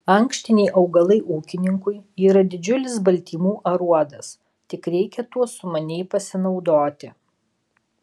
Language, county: Lithuanian, Alytus